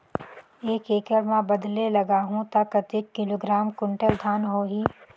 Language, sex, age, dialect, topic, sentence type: Chhattisgarhi, female, 18-24, Northern/Bhandar, agriculture, question